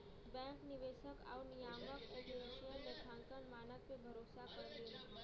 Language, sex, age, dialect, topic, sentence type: Bhojpuri, female, 18-24, Western, banking, statement